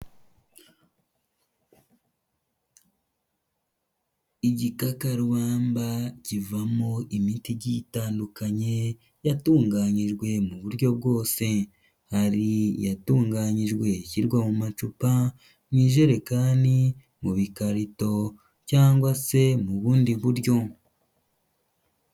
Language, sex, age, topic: Kinyarwanda, male, 18-24, health